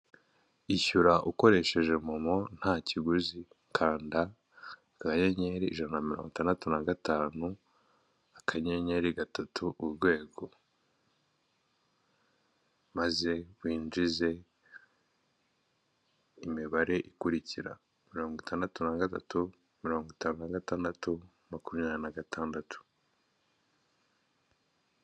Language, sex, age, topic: Kinyarwanda, male, 25-35, finance